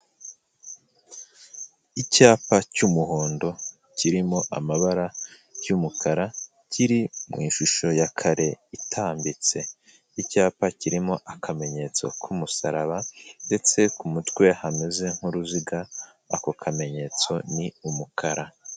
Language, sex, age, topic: Kinyarwanda, male, 18-24, government